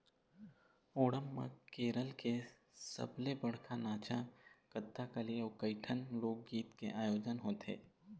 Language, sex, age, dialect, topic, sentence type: Chhattisgarhi, male, 18-24, Eastern, agriculture, statement